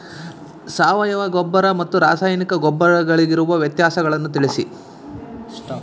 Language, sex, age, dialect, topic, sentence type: Kannada, male, 31-35, Central, agriculture, question